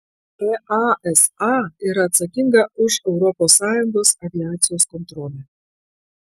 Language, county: Lithuanian, Klaipėda